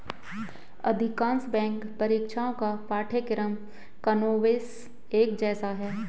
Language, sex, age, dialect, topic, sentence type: Hindi, male, 25-30, Hindustani Malvi Khadi Boli, banking, statement